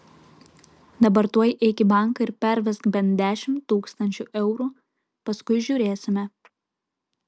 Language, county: Lithuanian, Kaunas